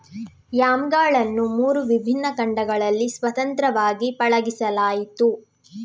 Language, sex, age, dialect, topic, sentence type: Kannada, female, 18-24, Coastal/Dakshin, agriculture, statement